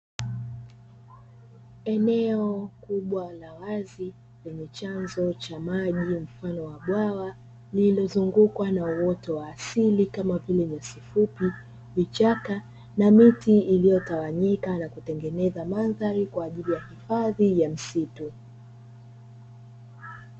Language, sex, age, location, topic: Swahili, female, 25-35, Dar es Salaam, agriculture